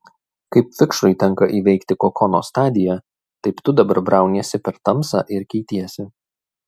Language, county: Lithuanian, Šiauliai